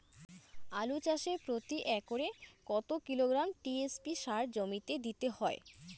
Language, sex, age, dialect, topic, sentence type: Bengali, female, 18-24, Rajbangshi, agriculture, question